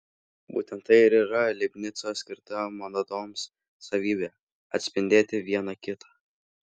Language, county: Lithuanian, Vilnius